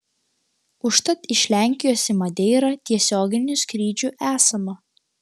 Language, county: Lithuanian, Klaipėda